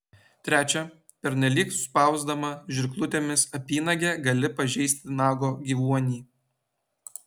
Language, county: Lithuanian, Utena